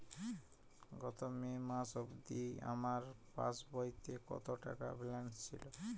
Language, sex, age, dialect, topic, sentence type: Bengali, male, 25-30, Jharkhandi, banking, question